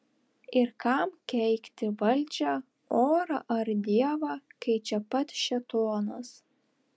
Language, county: Lithuanian, Telšiai